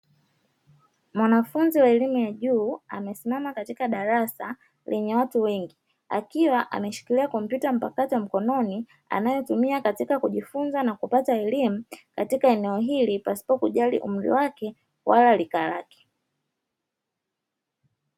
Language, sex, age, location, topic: Swahili, female, 25-35, Dar es Salaam, education